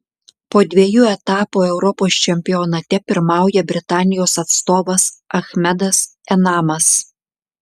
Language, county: Lithuanian, Klaipėda